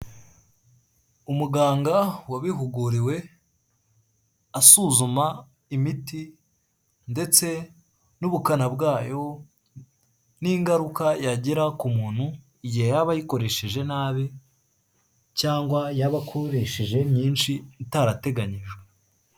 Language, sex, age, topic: Kinyarwanda, male, 18-24, health